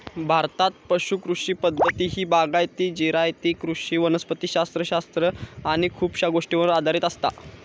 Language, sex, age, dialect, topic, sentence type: Marathi, male, 25-30, Southern Konkan, agriculture, statement